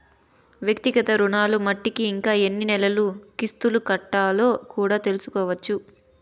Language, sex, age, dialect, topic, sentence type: Telugu, female, 18-24, Southern, banking, statement